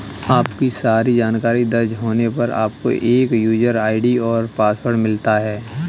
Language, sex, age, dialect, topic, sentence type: Hindi, male, 31-35, Kanauji Braj Bhasha, banking, statement